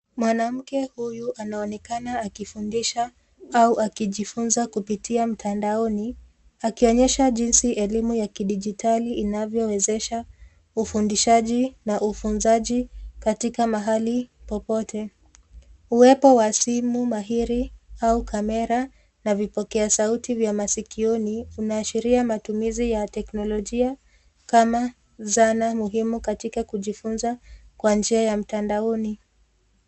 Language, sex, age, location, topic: Swahili, female, 18-24, Nairobi, education